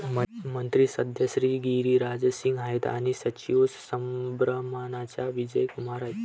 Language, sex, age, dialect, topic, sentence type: Marathi, male, 18-24, Varhadi, agriculture, statement